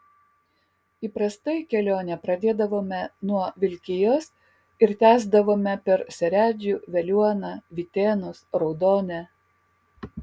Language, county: Lithuanian, Kaunas